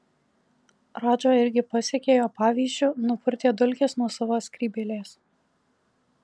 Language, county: Lithuanian, Alytus